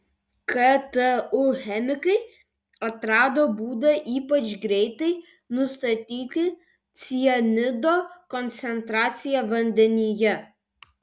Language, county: Lithuanian, Vilnius